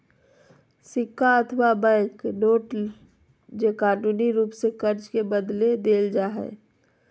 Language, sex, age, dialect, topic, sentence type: Magahi, female, 25-30, Southern, banking, statement